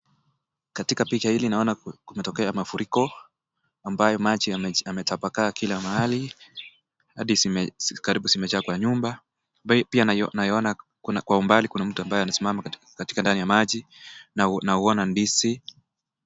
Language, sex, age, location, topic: Swahili, male, 25-35, Nakuru, health